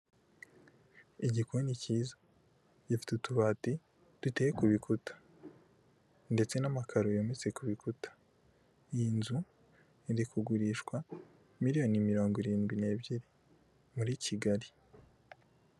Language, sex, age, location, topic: Kinyarwanda, male, 18-24, Kigali, finance